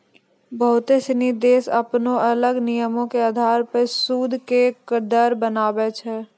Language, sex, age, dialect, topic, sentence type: Maithili, female, 18-24, Angika, banking, statement